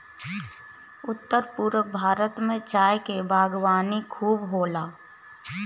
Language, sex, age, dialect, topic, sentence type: Bhojpuri, female, 25-30, Northern, agriculture, statement